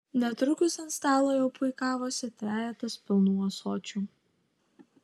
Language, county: Lithuanian, Utena